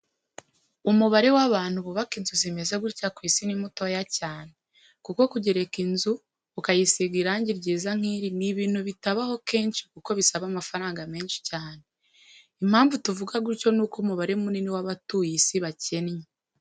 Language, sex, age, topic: Kinyarwanda, female, 18-24, education